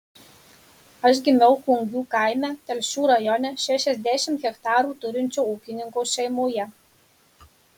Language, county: Lithuanian, Marijampolė